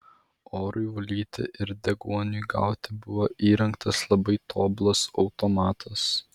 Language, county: Lithuanian, Vilnius